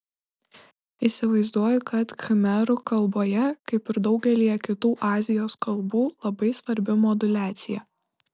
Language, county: Lithuanian, Šiauliai